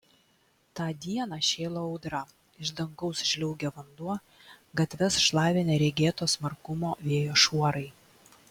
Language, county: Lithuanian, Klaipėda